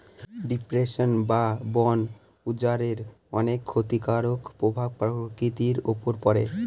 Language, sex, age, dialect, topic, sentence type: Bengali, male, 18-24, Northern/Varendri, agriculture, statement